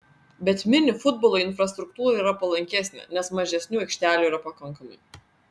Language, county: Lithuanian, Vilnius